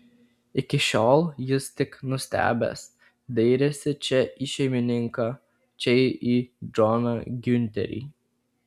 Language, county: Lithuanian, Klaipėda